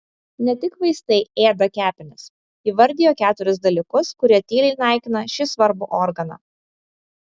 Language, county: Lithuanian, Vilnius